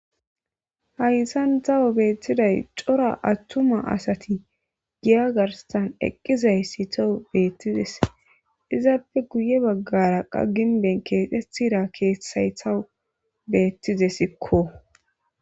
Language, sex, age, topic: Gamo, male, 25-35, government